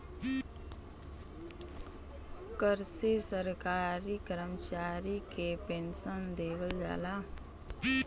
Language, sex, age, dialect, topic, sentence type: Bhojpuri, female, 25-30, Western, banking, statement